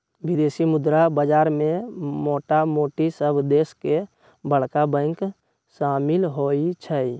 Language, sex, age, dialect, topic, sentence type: Magahi, male, 60-100, Western, banking, statement